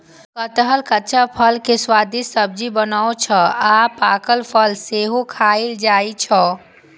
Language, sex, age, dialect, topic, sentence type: Maithili, female, 25-30, Eastern / Thethi, agriculture, statement